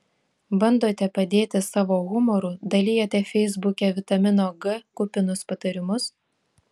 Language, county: Lithuanian, Šiauliai